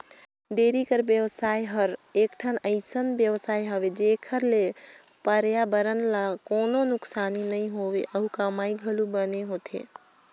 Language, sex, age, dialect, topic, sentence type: Chhattisgarhi, female, 18-24, Northern/Bhandar, agriculture, statement